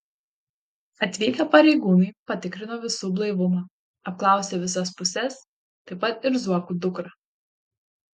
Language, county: Lithuanian, Panevėžys